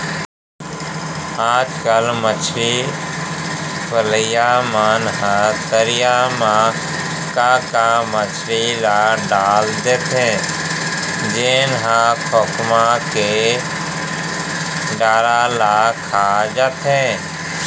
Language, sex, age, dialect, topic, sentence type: Chhattisgarhi, male, 41-45, Central, agriculture, statement